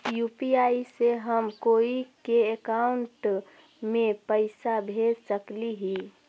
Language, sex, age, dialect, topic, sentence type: Magahi, female, 41-45, Central/Standard, banking, question